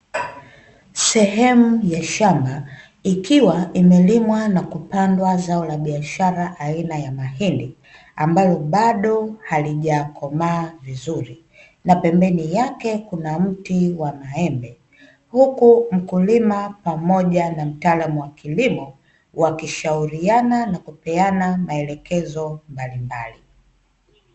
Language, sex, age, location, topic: Swahili, female, 25-35, Dar es Salaam, agriculture